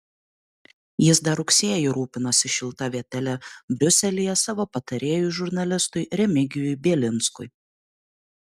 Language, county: Lithuanian, Kaunas